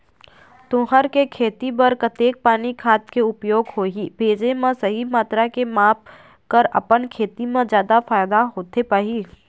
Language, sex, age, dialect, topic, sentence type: Chhattisgarhi, female, 25-30, Eastern, agriculture, question